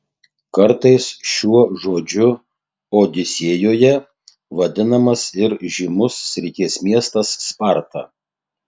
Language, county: Lithuanian, Tauragė